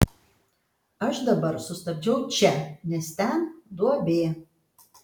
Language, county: Lithuanian, Kaunas